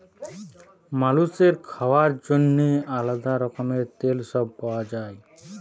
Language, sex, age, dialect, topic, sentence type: Bengali, male, 25-30, Jharkhandi, agriculture, statement